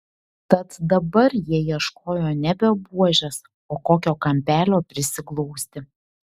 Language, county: Lithuanian, Šiauliai